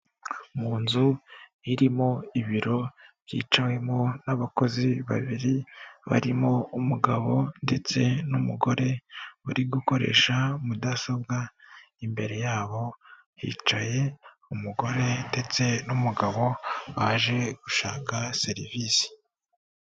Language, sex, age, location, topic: Kinyarwanda, female, 18-24, Kigali, finance